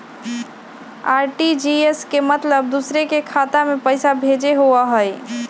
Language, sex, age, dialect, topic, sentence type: Magahi, female, 25-30, Western, banking, question